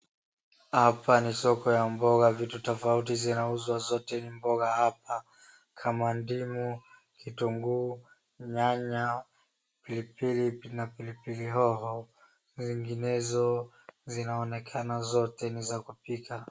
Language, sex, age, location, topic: Swahili, female, 36-49, Wajir, finance